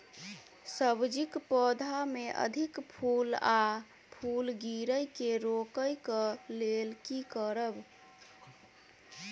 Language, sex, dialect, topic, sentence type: Maithili, male, Southern/Standard, agriculture, question